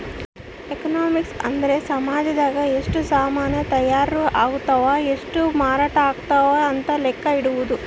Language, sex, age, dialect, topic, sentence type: Kannada, female, 25-30, Central, banking, statement